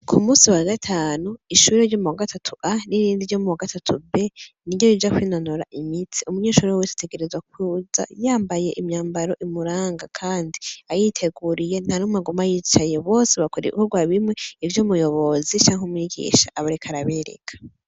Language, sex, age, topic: Rundi, female, 18-24, education